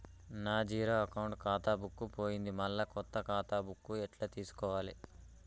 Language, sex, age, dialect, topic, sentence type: Telugu, male, 18-24, Telangana, banking, question